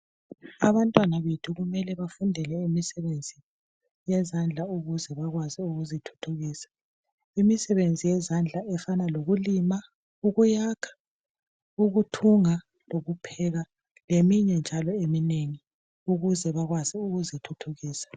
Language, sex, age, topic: North Ndebele, female, 36-49, health